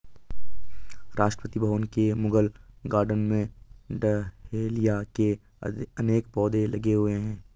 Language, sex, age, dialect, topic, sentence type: Hindi, male, 18-24, Garhwali, agriculture, statement